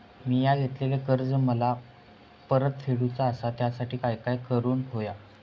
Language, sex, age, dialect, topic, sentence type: Marathi, male, 41-45, Southern Konkan, banking, question